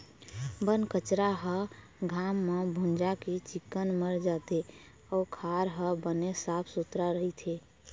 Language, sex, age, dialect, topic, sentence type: Chhattisgarhi, female, 25-30, Eastern, agriculture, statement